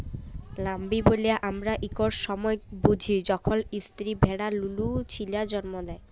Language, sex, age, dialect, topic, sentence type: Bengali, female, <18, Jharkhandi, agriculture, statement